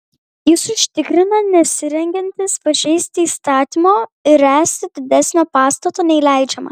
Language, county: Lithuanian, Kaunas